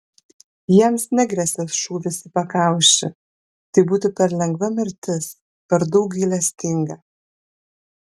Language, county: Lithuanian, Kaunas